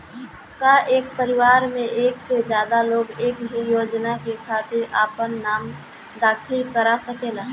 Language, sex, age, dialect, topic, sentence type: Bhojpuri, female, 18-24, Northern, banking, question